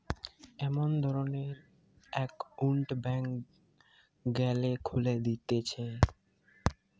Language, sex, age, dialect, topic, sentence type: Bengali, male, 18-24, Western, banking, statement